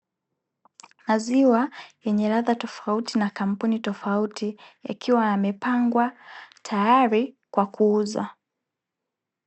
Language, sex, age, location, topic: Swahili, female, 18-24, Dar es Salaam, finance